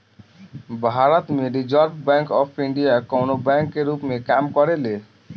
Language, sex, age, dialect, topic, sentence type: Bhojpuri, male, 18-24, Southern / Standard, banking, statement